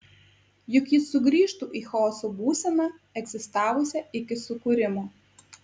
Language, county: Lithuanian, Kaunas